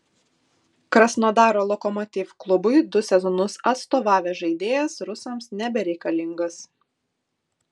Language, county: Lithuanian, Kaunas